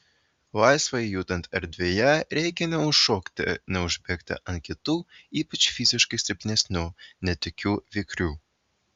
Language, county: Lithuanian, Vilnius